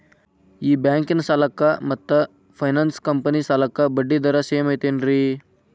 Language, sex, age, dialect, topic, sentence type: Kannada, male, 18-24, Dharwad Kannada, banking, question